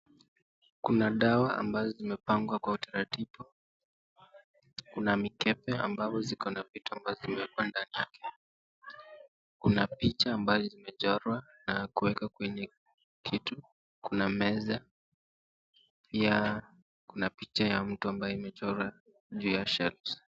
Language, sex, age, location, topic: Swahili, male, 18-24, Nakuru, health